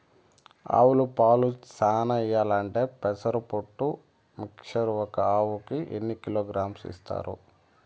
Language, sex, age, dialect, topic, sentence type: Telugu, male, 31-35, Southern, agriculture, question